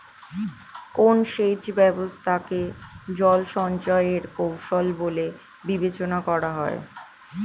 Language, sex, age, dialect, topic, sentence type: Bengali, female, 18-24, Standard Colloquial, agriculture, question